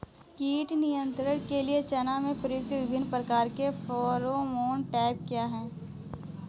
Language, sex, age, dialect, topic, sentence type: Hindi, male, 31-35, Awadhi Bundeli, agriculture, question